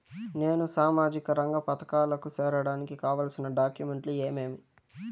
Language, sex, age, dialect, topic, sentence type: Telugu, male, 18-24, Southern, banking, question